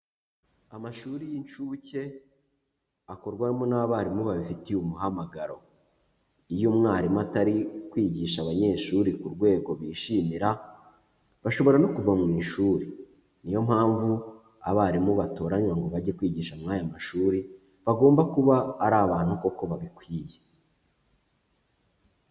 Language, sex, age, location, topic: Kinyarwanda, male, 25-35, Huye, education